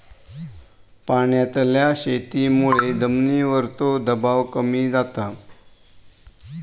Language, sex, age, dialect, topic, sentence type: Marathi, male, 18-24, Southern Konkan, agriculture, statement